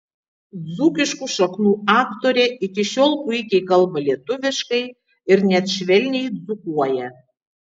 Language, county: Lithuanian, Vilnius